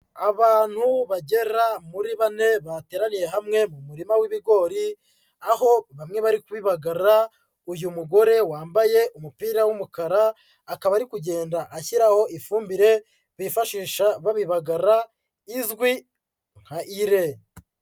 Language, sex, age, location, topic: Kinyarwanda, male, 25-35, Huye, agriculture